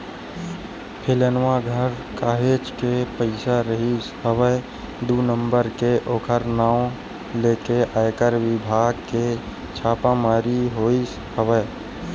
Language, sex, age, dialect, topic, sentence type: Chhattisgarhi, male, 18-24, Western/Budati/Khatahi, banking, statement